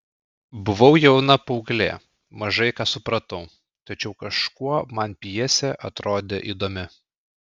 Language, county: Lithuanian, Klaipėda